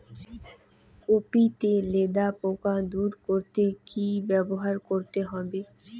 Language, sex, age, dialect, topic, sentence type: Bengali, female, 18-24, Rajbangshi, agriculture, question